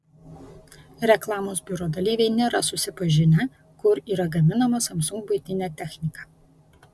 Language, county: Lithuanian, Vilnius